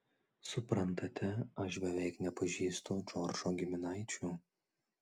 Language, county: Lithuanian, Klaipėda